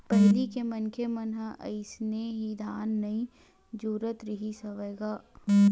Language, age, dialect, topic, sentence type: Chhattisgarhi, 18-24, Western/Budati/Khatahi, banking, statement